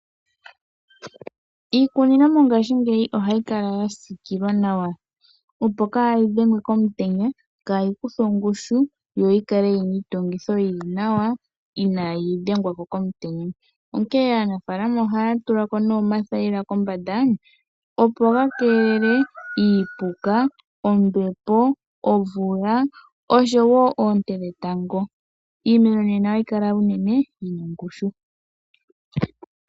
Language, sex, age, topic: Oshiwambo, female, 18-24, agriculture